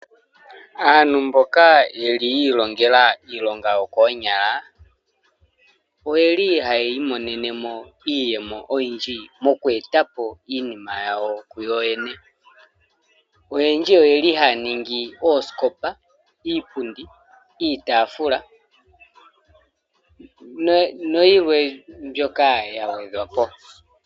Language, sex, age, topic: Oshiwambo, male, 25-35, finance